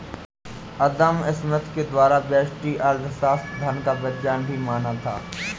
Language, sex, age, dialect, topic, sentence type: Hindi, female, 18-24, Awadhi Bundeli, banking, statement